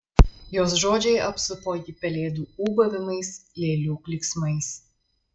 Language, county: Lithuanian, Marijampolė